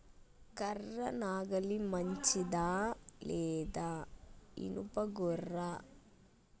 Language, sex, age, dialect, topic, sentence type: Telugu, female, 25-30, Telangana, agriculture, question